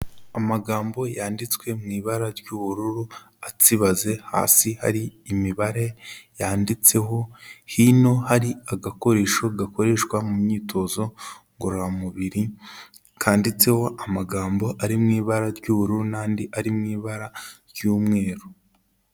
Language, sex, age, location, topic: Kinyarwanda, male, 18-24, Kigali, health